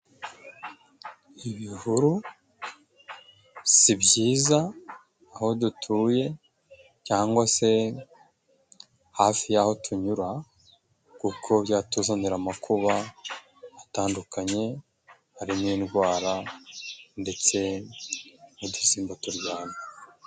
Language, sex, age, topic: Kinyarwanda, male, 25-35, health